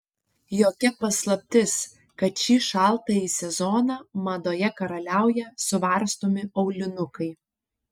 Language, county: Lithuanian, Panevėžys